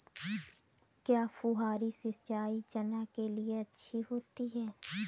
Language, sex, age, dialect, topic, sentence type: Hindi, female, 18-24, Awadhi Bundeli, agriculture, question